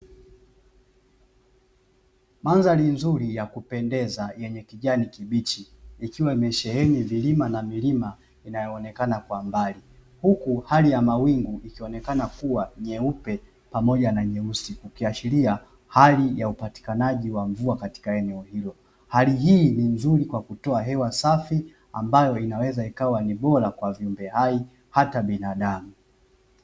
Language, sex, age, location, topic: Swahili, male, 25-35, Dar es Salaam, agriculture